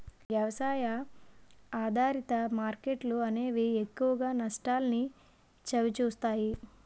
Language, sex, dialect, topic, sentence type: Telugu, female, Utterandhra, banking, statement